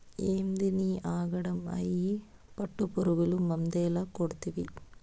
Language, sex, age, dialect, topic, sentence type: Telugu, female, 25-30, Southern, agriculture, statement